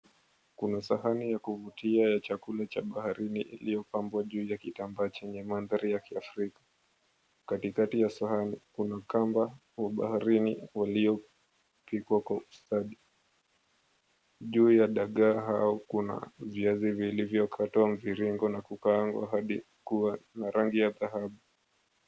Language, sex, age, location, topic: Swahili, male, 25-35, Mombasa, agriculture